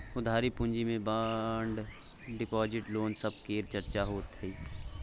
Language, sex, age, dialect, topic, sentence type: Maithili, male, 25-30, Bajjika, banking, statement